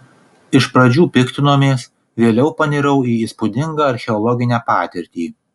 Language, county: Lithuanian, Kaunas